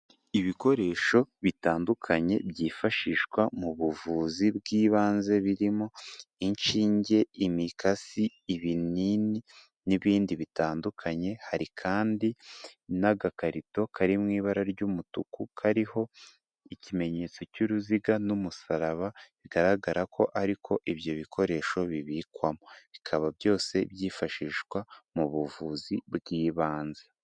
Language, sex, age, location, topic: Kinyarwanda, male, 18-24, Kigali, health